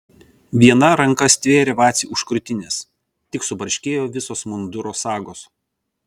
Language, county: Lithuanian, Vilnius